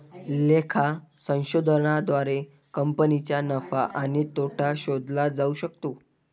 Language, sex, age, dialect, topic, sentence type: Marathi, male, 25-30, Varhadi, banking, statement